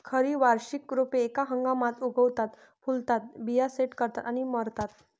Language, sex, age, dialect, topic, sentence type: Marathi, female, 25-30, Varhadi, agriculture, statement